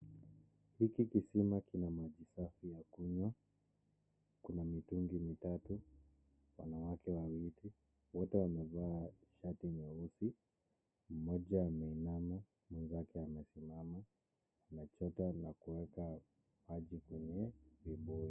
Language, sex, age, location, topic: Swahili, male, 25-35, Nakuru, health